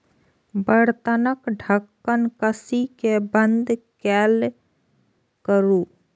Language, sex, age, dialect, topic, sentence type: Maithili, female, 56-60, Eastern / Thethi, agriculture, statement